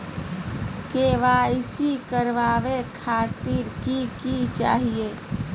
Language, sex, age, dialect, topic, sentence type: Magahi, female, 31-35, Southern, banking, question